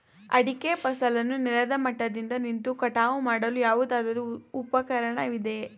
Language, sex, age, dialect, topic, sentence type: Kannada, female, 18-24, Mysore Kannada, agriculture, question